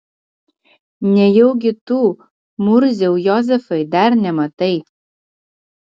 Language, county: Lithuanian, Klaipėda